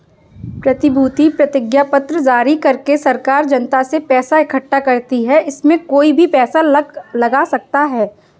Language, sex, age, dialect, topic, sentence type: Hindi, female, 18-24, Kanauji Braj Bhasha, banking, statement